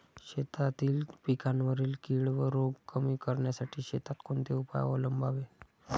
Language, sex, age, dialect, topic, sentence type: Marathi, male, 25-30, Standard Marathi, agriculture, question